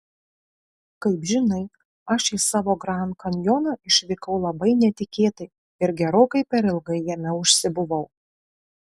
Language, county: Lithuanian, Kaunas